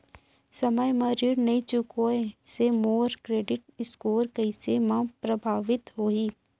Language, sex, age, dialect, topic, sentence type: Chhattisgarhi, female, 25-30, Central, banking, question